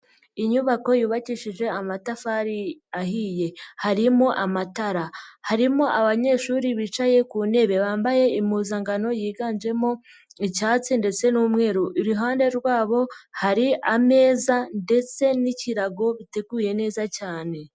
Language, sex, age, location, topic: Kinyarwanda, female, 50+, Nyagatare, education